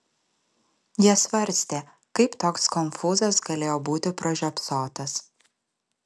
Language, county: Lithuanian, Alytus